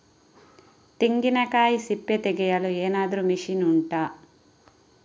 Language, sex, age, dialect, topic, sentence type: Kannada, female, 31-35, Coastal/Dakshin, agriculture, question